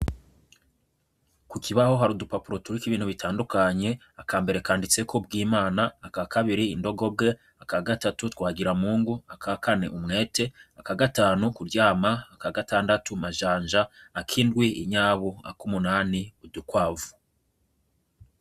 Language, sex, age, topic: Rundi, male, 25-35, education